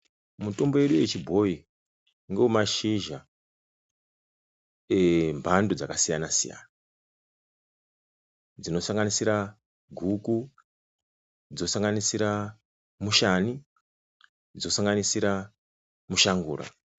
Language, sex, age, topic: Ndau, male, 36-49, health